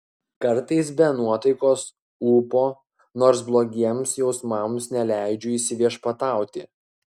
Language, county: Lithuanian, Klaipėda